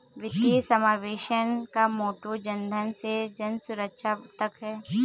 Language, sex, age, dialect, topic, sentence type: Hindi, female, 18-24, Kanauji Braj Bhasha, banking, statement